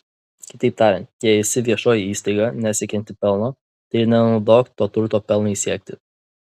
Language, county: Lithuanian, Vilnius